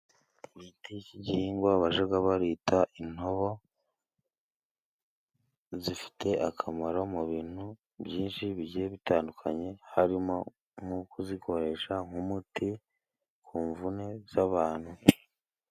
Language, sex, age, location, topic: Kinyarwanda, male, 18-24, Musanze, health